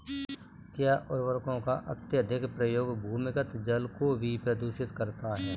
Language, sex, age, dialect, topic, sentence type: Hindi, female, 18-24, Kanauji Braj Bhasha, agriculture, statement